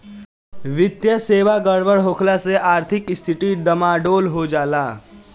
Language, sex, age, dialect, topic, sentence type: Bhojpuri, male, <18, Northern, banking, statement